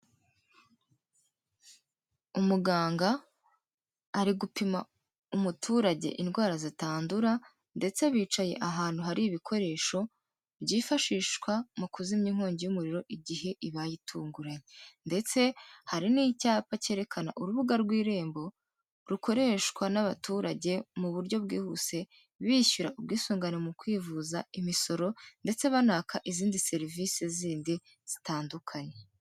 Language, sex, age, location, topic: Kinyarwanda, female, 18-24, Kigali, health